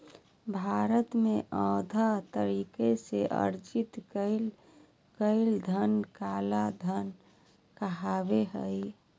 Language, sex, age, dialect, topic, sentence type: Magahi, female, 31-35, Southern, banking, statement